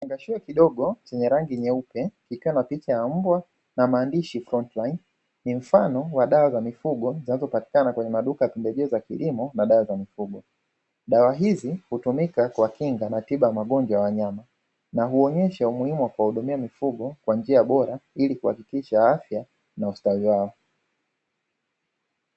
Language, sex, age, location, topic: Swahili, male, 25-35, Dar es Salaam, agriculture